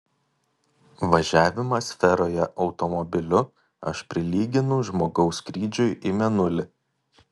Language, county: Lithuanian, Kaunas